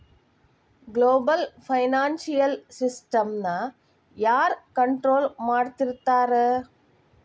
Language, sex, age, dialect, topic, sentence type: Kannada, female, 18-24, Dharwad Kannada, banking, statement